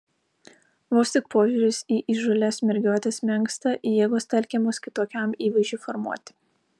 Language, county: Lithuanian, Alytus